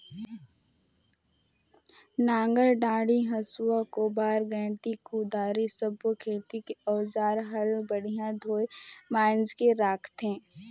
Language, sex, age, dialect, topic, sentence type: Chhattisgarhi, female, 18-24, Northern/Bhandar, agriculture, statement